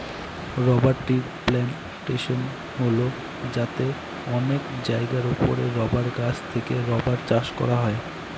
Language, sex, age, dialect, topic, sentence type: Bengali, male, 18-24, Northern/Varendri, agriculture, statement